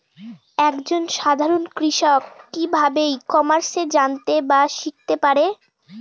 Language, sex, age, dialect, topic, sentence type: Bengali, female, <18, Northern/Varendri, agriculture, question